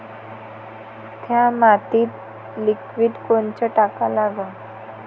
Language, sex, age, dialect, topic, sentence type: Marathi, female, 18-24, Varhadi, agriculture, question